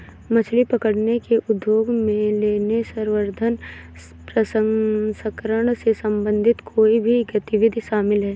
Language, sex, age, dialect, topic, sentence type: Hindi, female, 18-24, Awadhi Bundeli, agriculture, statement